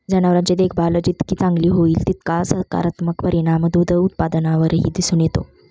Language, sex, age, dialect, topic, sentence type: Marathi, female, 25-30, Standard Marathi, agriculture, statement